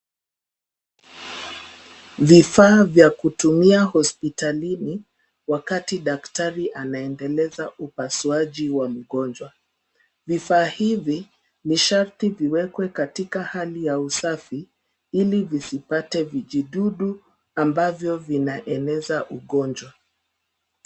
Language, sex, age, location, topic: Swahili, female, 50+, Nairobi, health